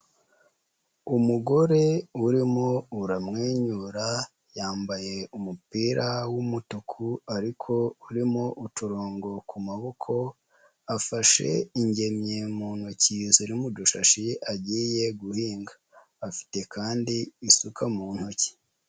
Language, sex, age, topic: Kinyarwanda, female, 25-35, agriculture